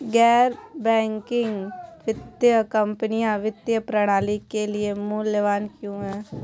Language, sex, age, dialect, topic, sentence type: Hindi, female, 18-24, Hindustani Malvi Khadi Boli, banking, question